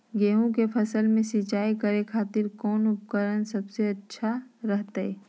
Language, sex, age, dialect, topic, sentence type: Magahi, female, 51-55, Southern, agriculture, question